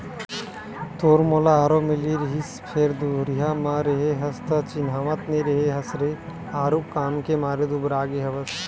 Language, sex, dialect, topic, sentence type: Chhattisgarhi, male, Western/Budati/Khatahi, agriculture, statement